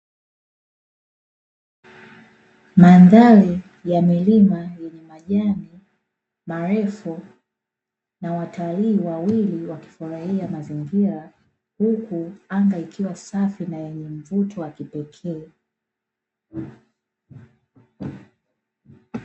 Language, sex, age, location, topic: Swahili, female, 18-24, Dar es Salaam, agriculture